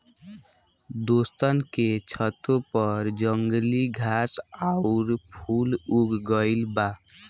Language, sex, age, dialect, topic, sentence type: Bhojpuri, male, <18, Southern / Standard, agriculture, question